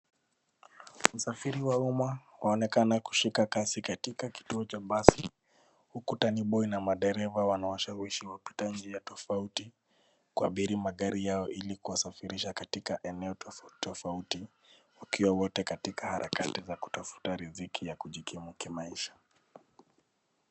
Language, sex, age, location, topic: Swahili, male, 25-35, Nairobi, government